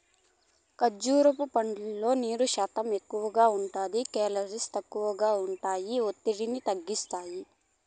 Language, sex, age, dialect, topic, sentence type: Telugu, female, 25-30, Southern, agriculture, statement